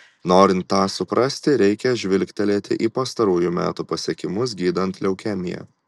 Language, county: Lithuanian, Klaipėda